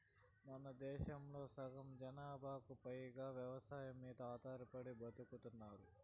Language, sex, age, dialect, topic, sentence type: Telugu, male, 46-50, Southern, agriculture, statement